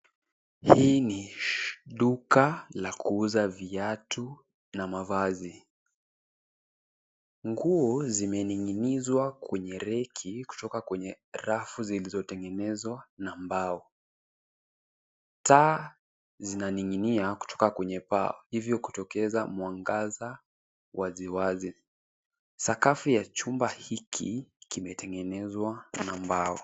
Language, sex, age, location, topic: Swahili, male, 18-24, Nairobi, finance